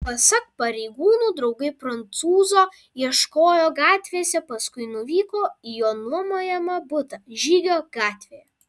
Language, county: Lithuanian, Vilnius